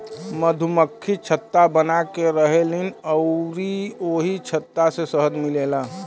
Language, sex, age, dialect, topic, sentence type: Bhojpuri, male, 36-40, Western, agriculture, statement